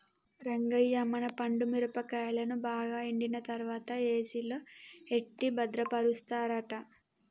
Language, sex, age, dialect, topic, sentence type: Telugu, female, 25-30, Telangana, agriculture, statement